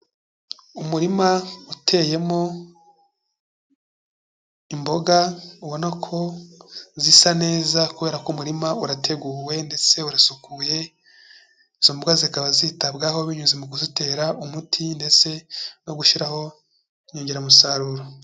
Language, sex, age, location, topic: Kinyarwanda, male, 25-35, Kigali, agriculture